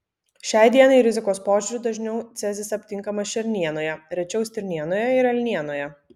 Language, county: Lithuanian, Vilnius